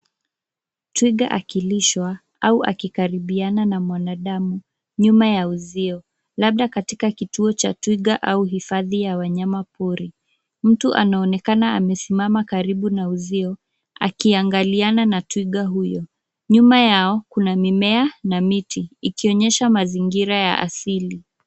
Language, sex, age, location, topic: Swahili, female, 25-35, Nairobi, government